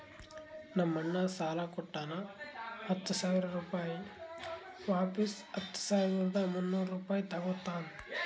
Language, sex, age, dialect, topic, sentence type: Kannada, male, 18-24, Northeastern, banking, statement